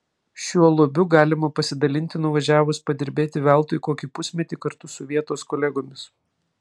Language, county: Lithuanian, Vilnius